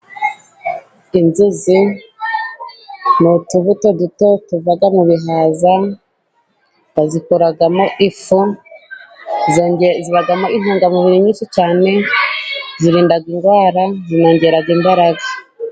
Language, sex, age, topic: Kinyarwanda, female, 18-24, agriculture